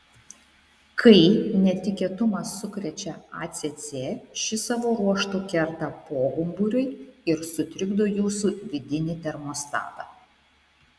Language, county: Lithuanian, Šiauliai